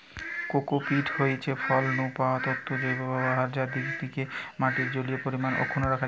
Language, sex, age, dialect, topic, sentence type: Bengali, male, 25-30, Western, agriculture, statement